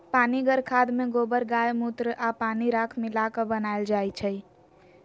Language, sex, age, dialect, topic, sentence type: Magahi, female, 56-60, Western, agriculture, statement